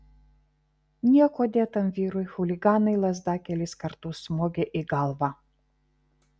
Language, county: Lithuanian, Vilnius